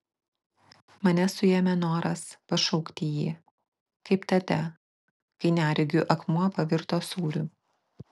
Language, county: Lithuanian, Klaipėda